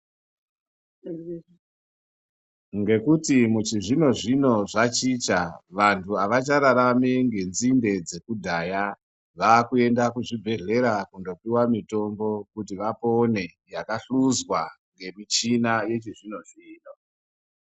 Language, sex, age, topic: Ndau, male, 50+, health